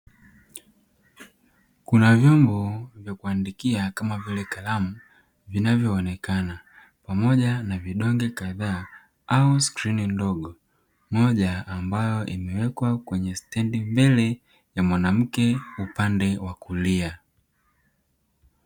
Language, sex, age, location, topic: Swahili, male, 18-24, Dar es Salaam, education